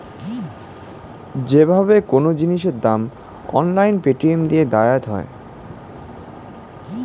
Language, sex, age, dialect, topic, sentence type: Bengali, male, 18-24, Rajbangshi, banking, statement